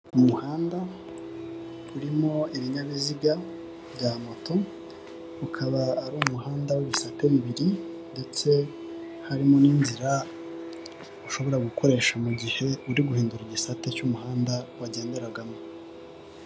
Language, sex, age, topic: Kinyarwanda, male, 18-24, government